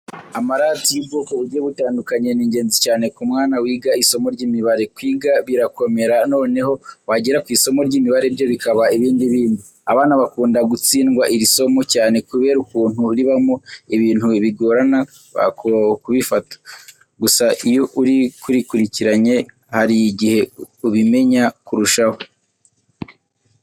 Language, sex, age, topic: Kinyarwanda, male, 18-24, education